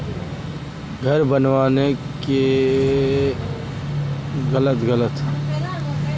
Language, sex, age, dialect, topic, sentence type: Magahi, female, 18-24, Central/Standard, banking, question